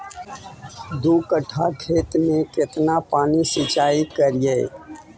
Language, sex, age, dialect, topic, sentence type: Magahi, male, 41-45, Central/Standard, agriculture, question